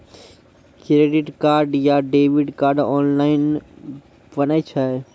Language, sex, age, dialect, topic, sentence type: Maithili, male, 46-50, Angika, banking, question